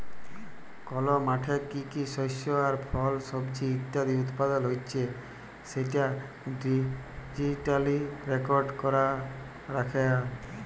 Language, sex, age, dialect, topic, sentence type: Bengali, male, 18-24, Jharkhandi, agriculture, statement